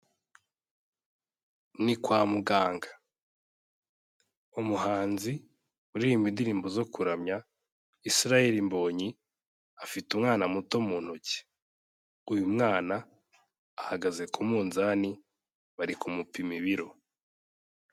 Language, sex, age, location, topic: Kinyarwanda, male, 18-24, Kigali, health